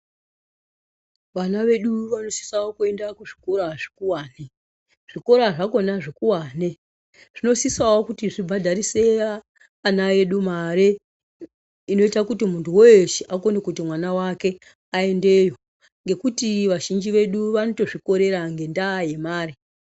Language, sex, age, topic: Ndau, male, 36-49, education